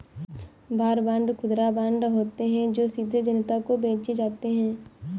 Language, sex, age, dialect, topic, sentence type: Hindi, female, 18-24, Kanauji Braj Bhasha, banking, statement